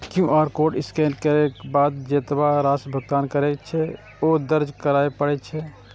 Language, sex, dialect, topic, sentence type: Maithili, male, Eastern / Thethi, banking, statement